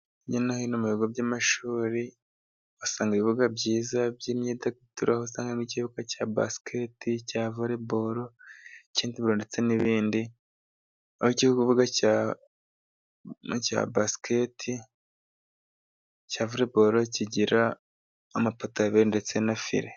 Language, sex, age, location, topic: Kinyarwanda, male, 18-24, Musanze, government